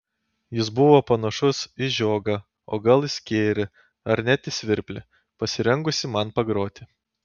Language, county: Lithuanian, Panevėžys